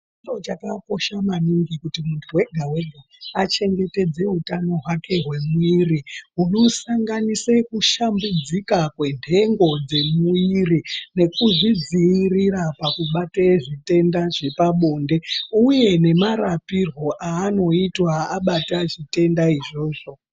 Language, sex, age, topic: Ndau, female, 25-35, health